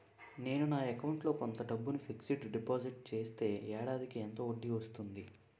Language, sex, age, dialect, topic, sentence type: Telugu, male, 18-24, Utterandhra, banking, question